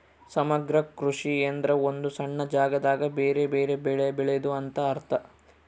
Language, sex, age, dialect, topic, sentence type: Kannada, male, 41-45, Central, agriculture, statement